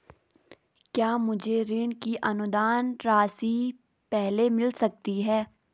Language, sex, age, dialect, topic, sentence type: Hindi, female, 18-24, Garhwali, banking, question